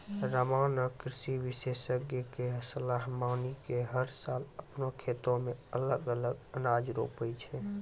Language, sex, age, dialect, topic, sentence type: Maithili, female, 18-24, Angika, agriculture, statement